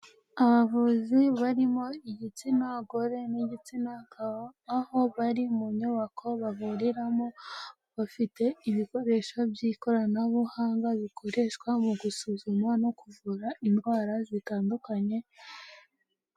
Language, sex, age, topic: Kinyarwanda, female, 18-24, health